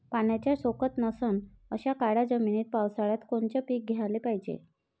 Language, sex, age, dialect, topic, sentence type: Marathi, female, 31-35, Varhadi, agriculture, question